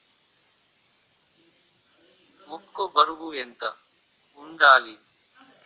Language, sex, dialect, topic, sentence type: Telugu, male, Utterandhra, agriculture, question